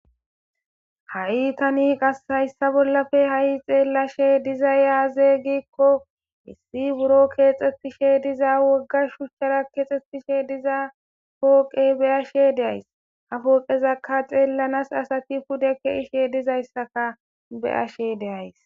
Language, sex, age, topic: Gamo, female, 18-24, government